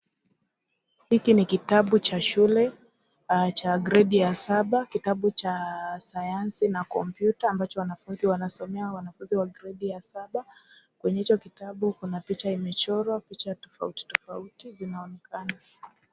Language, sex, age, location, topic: Swahili, female, 25-35, Kisii, education